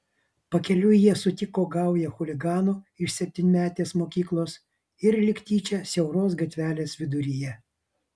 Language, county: Lithuanian, Vilnius